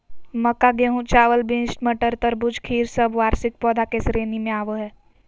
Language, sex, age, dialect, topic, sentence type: Magahi, female, 18-24, Southern, agriculture, statement